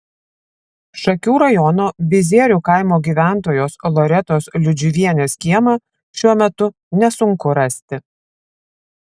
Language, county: Lithuanian, Vilnius